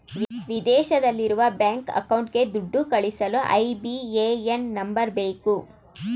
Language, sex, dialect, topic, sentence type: Kannada, female, Mysore Kannada, banking, statement